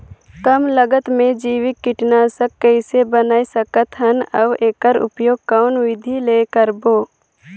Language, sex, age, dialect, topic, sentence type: Chhattisgarhi, female, 18-24, Northern/Bhandar, agriculture, question